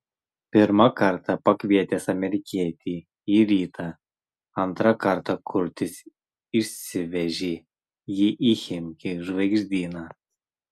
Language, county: Lithuanian, Marijampolė